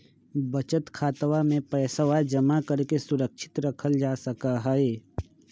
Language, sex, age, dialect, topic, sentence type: Magahi, male, 25-30, Western, banking, statement